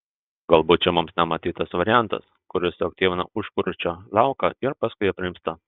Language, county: Lithuanian, Telšiai